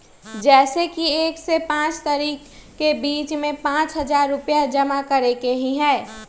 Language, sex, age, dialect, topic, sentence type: Magahi, female, 25-30, Western, banking, question